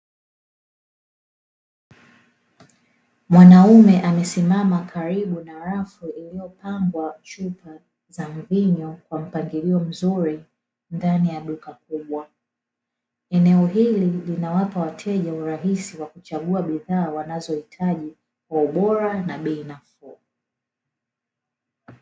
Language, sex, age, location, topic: Swahili, female, 18-24, Dar es Salaam, finance